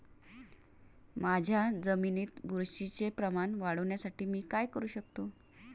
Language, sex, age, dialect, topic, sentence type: Marathi, female, 36-40, Standard Marathi, agriculture, question